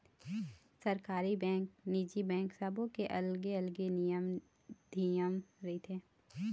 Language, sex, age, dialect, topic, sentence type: Chhattisgarhi, female, 25-30, Eastern, banking, statement